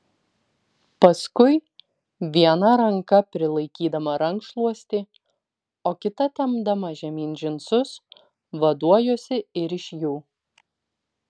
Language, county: Lithuanian, Vilnius